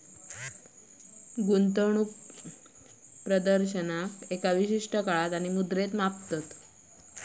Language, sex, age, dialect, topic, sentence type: Marathi, female, 25-30, Southern Konkan, banking, statement